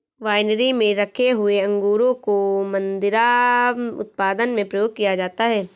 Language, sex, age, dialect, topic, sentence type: Hindi, female, 18-24, Awadhi Bundeli, agriculture, statement